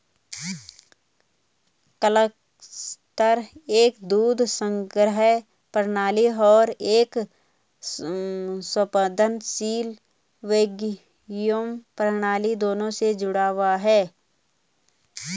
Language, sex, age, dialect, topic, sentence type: Hindi, female, 31-35, Garhwali, agriculture, statement